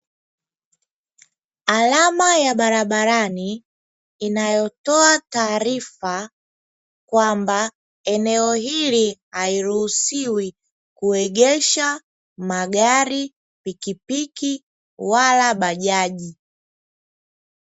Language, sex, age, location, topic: Swahili, female, 25-35, Dar es Salaam, government